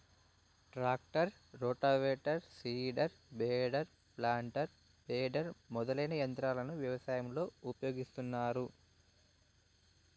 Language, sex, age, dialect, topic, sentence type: Telugu, male, 18-24, Southern, agriculture, statement